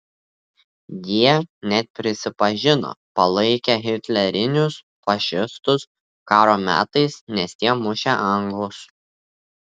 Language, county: Lithuanian, Tauragė